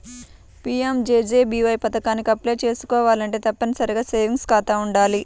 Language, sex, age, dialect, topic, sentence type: Telugu, male, 36-40, Central/Coastal, banking, statement